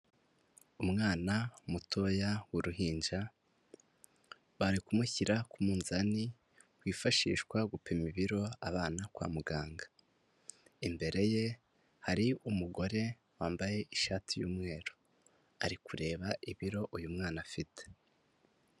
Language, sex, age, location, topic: Kinyarwanda, male, 18-24, Huye, health